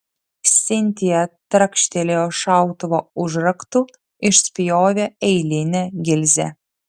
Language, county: Lithuanian, Vilnius